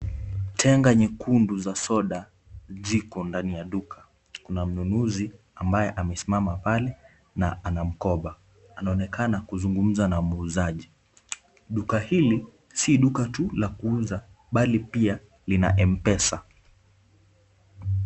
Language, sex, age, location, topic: Swahili, male, 18-24, Kisumu, finance